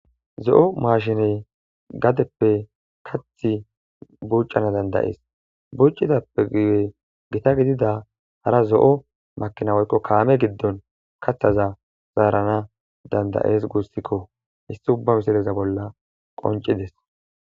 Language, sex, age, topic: Gamo, male, 18-24, agriculture